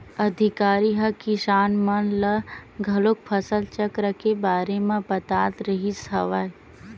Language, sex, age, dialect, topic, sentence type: Chhattisgarhi, female, 25-30, Western/Budati/Khatahi, agriculture, statement